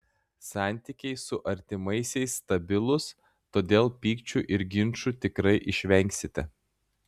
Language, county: Lithuanian, Klaipėda